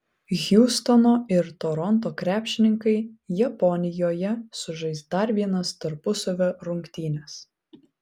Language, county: Lithuanian, Vilnius